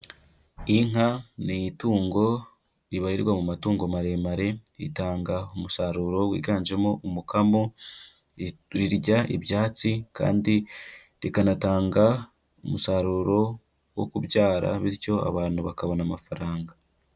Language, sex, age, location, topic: Kinyarwanda, female, 25-35, Kigali, agriculture